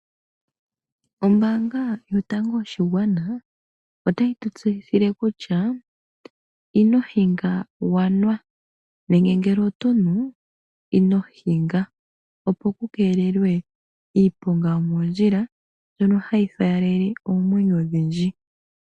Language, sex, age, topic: Oshiwambo, female, 25-35, finance